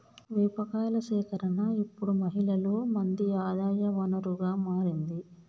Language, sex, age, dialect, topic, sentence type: Telugu, male, 18-24, Telangana, agriculture, statement